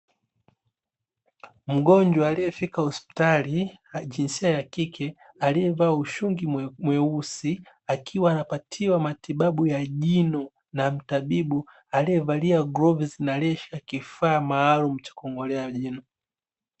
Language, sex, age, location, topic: Swahili, male, 25-35, Dar es Salaam, health